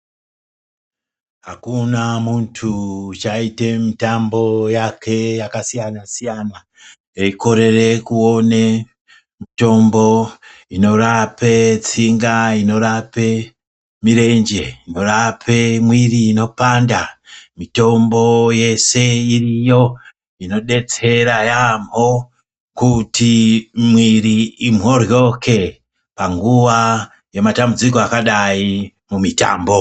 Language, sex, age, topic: Ndau, female, 25-35, health